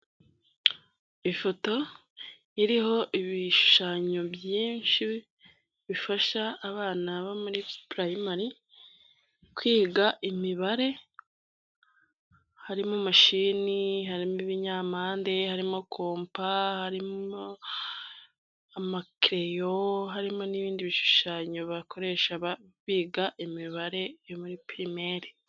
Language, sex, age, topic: Kinyarwanda, female, 25-35, education